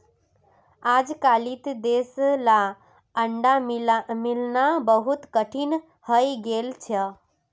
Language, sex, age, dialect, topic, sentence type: Magahi, female, 18-24, Northeastern/Surjapuri, agriculture, statement